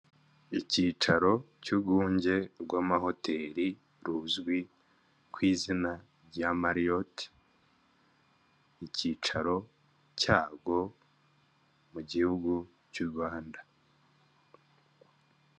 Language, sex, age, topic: Kinyarwanda, male, 25-35, finance